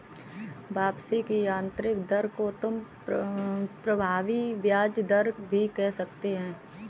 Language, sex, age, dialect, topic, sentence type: Hindi, female, 18-24, Kanauji Braj Bhasha, banking, statement